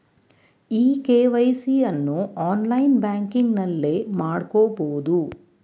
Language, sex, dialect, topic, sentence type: Kannada, female, Mysore Kannada, banking, statement